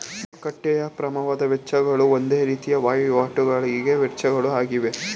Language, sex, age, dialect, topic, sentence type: Kannada, male, 18-24, Mysore Kannada, banking, statement